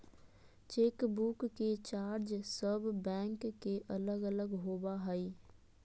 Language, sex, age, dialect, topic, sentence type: Magahi, female, 25-30, Southern, banking, statement